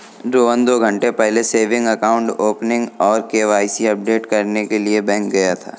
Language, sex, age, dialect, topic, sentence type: Hindi, male, 25-30, Kanauji Braj Bhasha, banking, statement